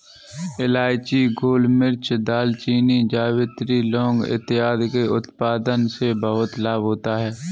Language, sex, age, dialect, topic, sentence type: Hindi, male, 36-40, Kanauji Braj Bhasha, agriculture, statement